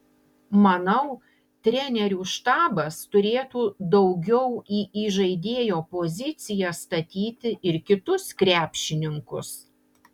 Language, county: Lithuanian, Panevėžys